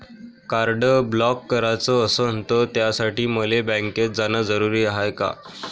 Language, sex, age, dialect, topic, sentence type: Marathi, male, 18-24, Varhadi, banking, question